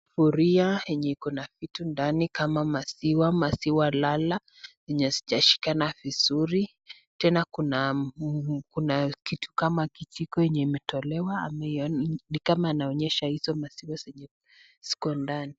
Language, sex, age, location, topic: Swahili, female, 25-35, Nakuru, agriculture